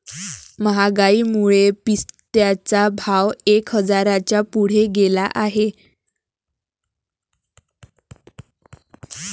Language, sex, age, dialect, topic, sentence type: Marathi, female, 18-24, Varhadi, agriculture, statement